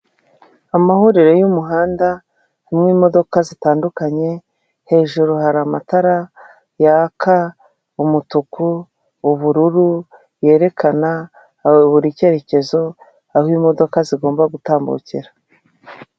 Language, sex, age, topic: Kinyarwanda, female, 36-49, government